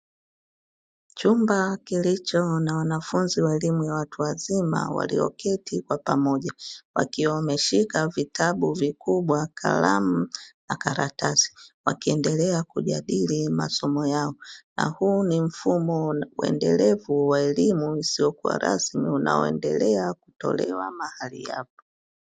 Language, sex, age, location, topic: Swahili, female, 36-49, Dar es Salaam, education